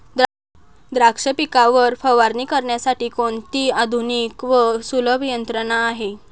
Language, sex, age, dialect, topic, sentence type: Marathi, female, 18-24, Northern Konkan, agriculture, question